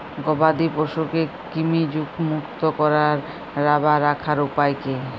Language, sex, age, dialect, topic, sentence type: Bengali, female, 36-40, Jharkhandi, agriculture, question